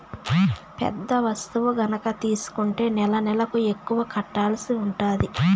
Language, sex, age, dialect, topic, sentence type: Telugu, female, 31-35, Southern, banking, statement